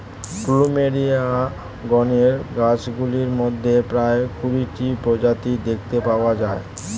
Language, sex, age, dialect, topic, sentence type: Bengali, male, 18-24, Standard Colloquial, agriculture, statement